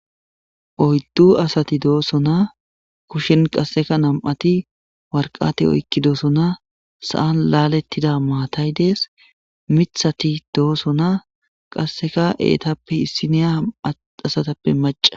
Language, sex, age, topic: Gamo, male, 25-35, government